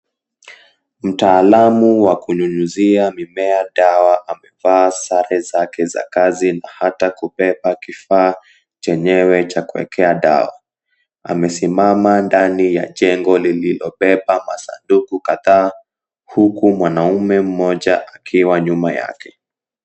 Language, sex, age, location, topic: Swahili, male, 18-24, Mombasa, health